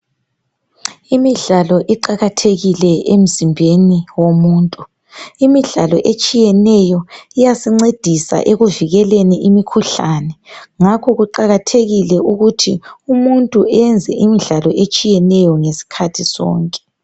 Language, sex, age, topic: North Ndebele, female, 36-49, health